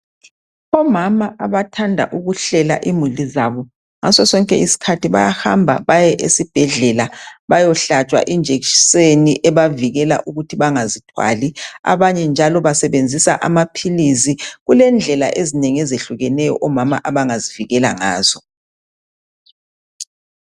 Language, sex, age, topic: North Ndebele, male, 36-49, health